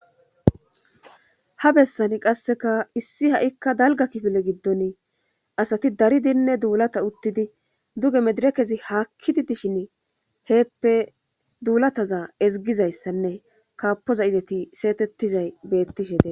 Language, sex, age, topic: Gamo, male, 18-24, government